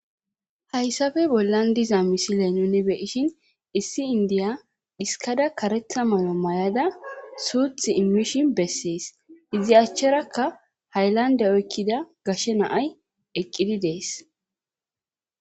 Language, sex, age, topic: Gamo, male, 18-24, government